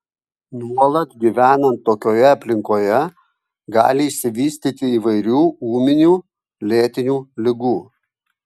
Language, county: Lithuanian, Kaunas